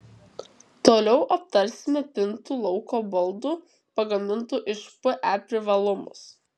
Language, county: Lithuanian, Kaunas